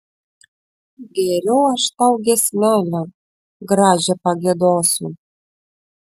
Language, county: Lithuanian, Vilnius